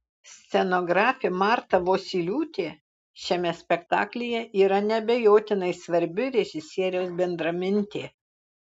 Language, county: Lithuanian, Alytus